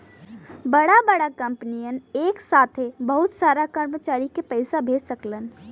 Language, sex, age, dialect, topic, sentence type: Bhojpuri, female, 18-24, Western, banking, statement